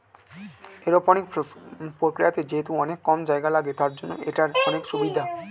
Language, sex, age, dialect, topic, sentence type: Bengali, male, 18-24, Standard Colloquial, agriculture, statement